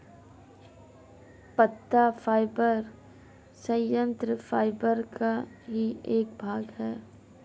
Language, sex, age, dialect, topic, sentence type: Hindi, female, 25-30, Marwari Dhudhari, agriculture, statement